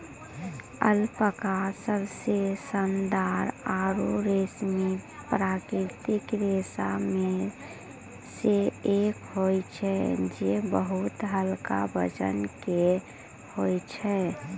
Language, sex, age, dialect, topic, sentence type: Maithili, female, 18-24, Angika, agriculture, statement